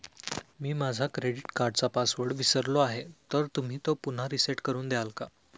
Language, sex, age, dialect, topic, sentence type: Marathi, male, 25-30, Standard Marathi, banking, question